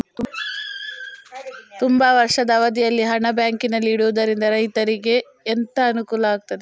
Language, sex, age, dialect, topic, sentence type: Kannada, female, 18-24, Coastal/Dakshin, banking, question